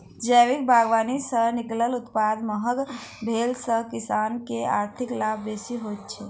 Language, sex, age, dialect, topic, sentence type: Maithili, female, 56-60, Southern/Standard, agriculture, statement